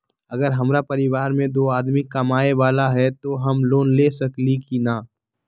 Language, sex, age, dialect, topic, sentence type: Magahi, male, 18-24, Western, banking, question